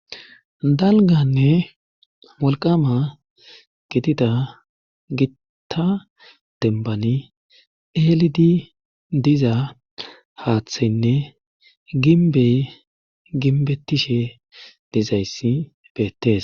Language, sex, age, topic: Gamo, male, 25-35, government